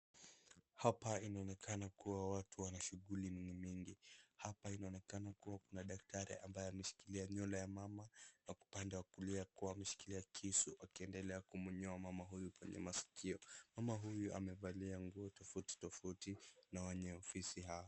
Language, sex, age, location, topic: Swahili, male, 25-35, Wajir, health